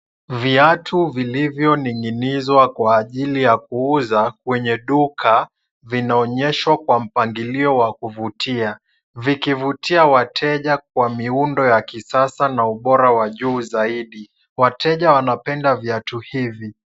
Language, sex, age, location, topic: Swahili, male, 18-24, Kisumu, finance